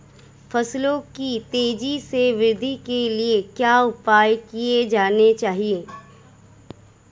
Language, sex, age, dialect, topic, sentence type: Hindi, female, 25-30, Marwari Dhudhari, agriculture, question